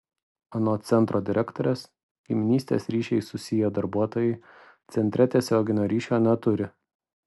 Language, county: Lithuanian, Vilnius